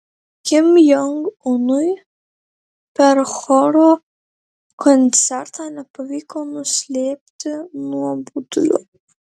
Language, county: Lithuanian, Marijampolė